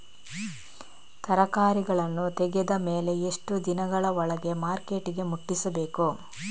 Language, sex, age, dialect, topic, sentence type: Kannada, female, 18-24, Coastal/Dakshin, agriculture, question